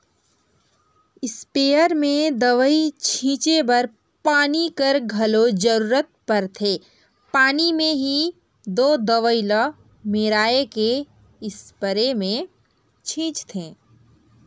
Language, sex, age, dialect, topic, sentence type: Chhattisgarhi, female, 18-24, Northern/Bhandar, agriculture, statement